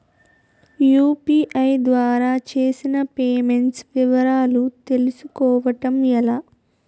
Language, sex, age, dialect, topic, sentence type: Telugu, female, 18-24, Utterandhra, banking, question